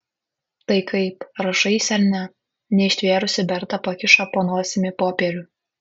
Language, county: Lithuanian, Kaunas